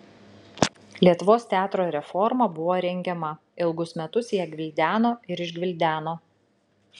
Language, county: Lithuanian, Šiauliai